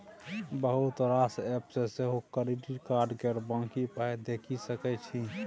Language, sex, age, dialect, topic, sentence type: Maithili, male, 18-24, Bajjika, banking, statement